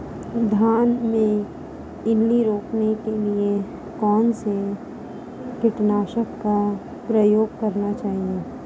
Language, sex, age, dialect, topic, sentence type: Hindi, female, 31-35, Marwari Dhudhari, agriculture, question